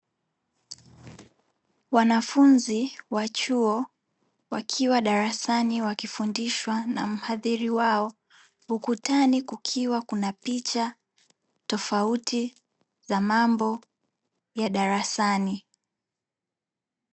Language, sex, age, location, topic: Swahili, female, 18-24, Dar es Salaam, education